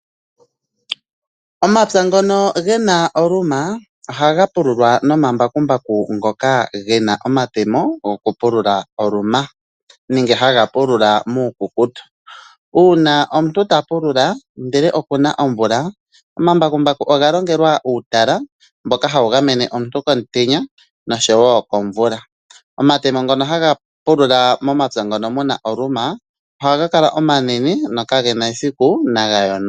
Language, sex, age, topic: Oshiwambo, male, 25-35, agriculture